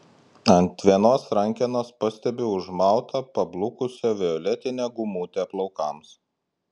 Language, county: Lithuanian, Klaipėda